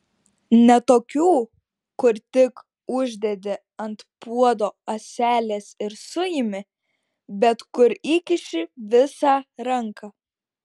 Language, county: Lithuanian, Šiauliai